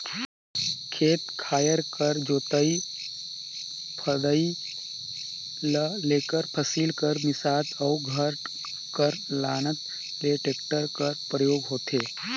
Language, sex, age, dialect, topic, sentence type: Chhattisgarhi, male, 25-30, Northern/Bhandar, agriculture, statement